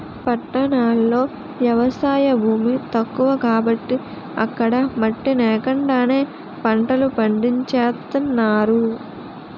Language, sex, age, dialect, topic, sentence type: Telugu, female, 18-24, Utterandhra, agriculture, statement